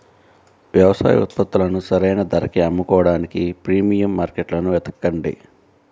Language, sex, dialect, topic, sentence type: Telugu, female, Central/Coastal, agriculture, statement